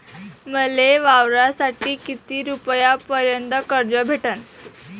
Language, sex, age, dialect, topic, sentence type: Marathi, female, 18-24, Varhadi, banking, question